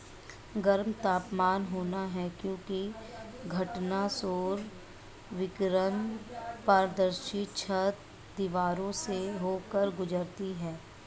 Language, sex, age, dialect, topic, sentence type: Hindi, male, 56-60, Marwari Dhudhari, agriculture, statement